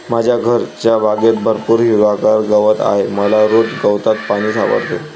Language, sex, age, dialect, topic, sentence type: Marathi, male, 18-24, Varhadi, agriculture, statement